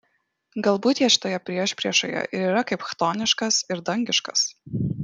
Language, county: Lithuanian, Kaunas